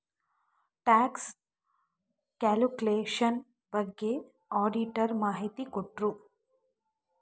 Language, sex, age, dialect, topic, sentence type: Kannada, female, 25-30, Mysore Kannada, banking, statement